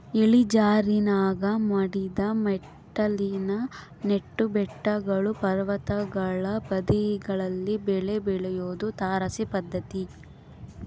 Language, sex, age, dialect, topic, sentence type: Kannada, female, 18-24, Central, agriculture, statement